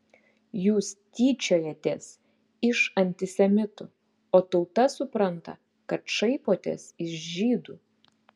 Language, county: Lithuanian, Klaipėda